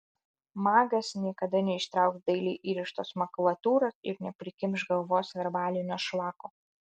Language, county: Lithuanian, Alytus